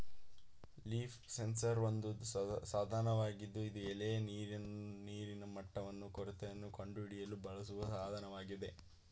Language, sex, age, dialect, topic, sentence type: Kannada, male, 18-24, Mysore Kannada, agriculture, statement